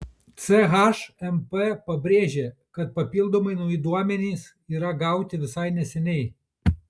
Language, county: Lithuanian, Kaunas